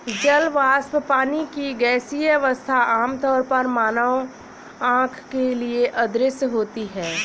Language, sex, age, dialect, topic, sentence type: Hindi, female, 25-30, Awadhi Bundeli, agriculture, statement